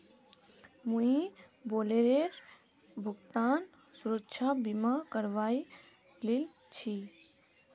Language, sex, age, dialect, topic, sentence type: Magahi, female, 18-24, Northeastern/Surjapuri, banking, statement